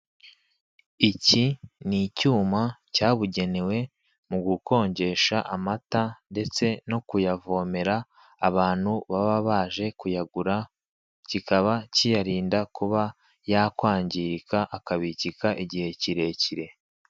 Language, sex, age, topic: Kinyarwanda, male, 18-24, finance